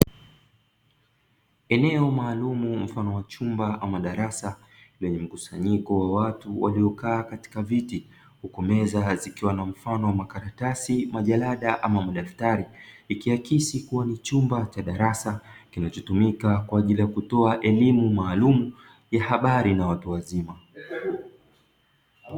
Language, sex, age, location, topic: Swahili, male, 25-35, Dar es Salaam, education